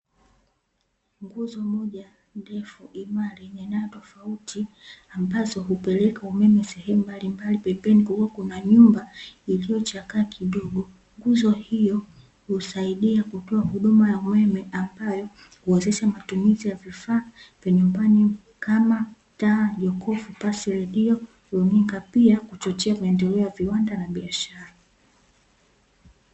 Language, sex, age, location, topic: Swahili, female, 18-24, Dar es Salaam, government